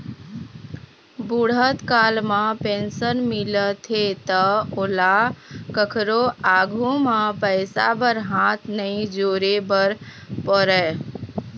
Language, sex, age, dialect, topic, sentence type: Chhattisgarhi, female, 25-30, Eastern, banking, statement